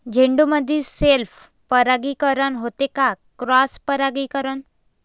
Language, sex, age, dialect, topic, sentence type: Marathi, female, 18-24, Varhadi, agriculture, question